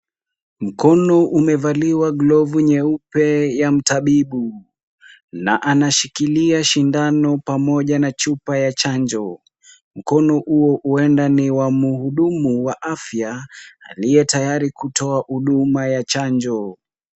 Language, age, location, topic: Swahili, 18-24, Kisumu, health